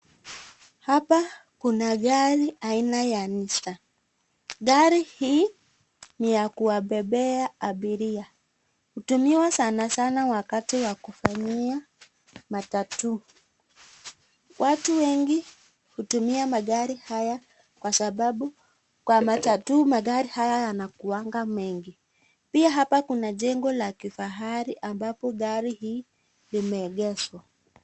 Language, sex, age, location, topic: Swahili, female, 25-35, Nakuru, finance